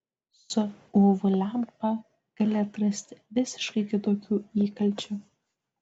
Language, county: Lithuanian, Tauragė